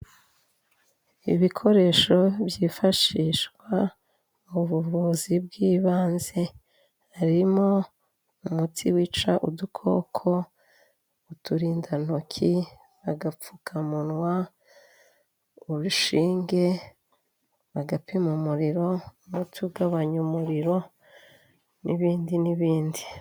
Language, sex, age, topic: Kinyarwanda, female, 36-49, health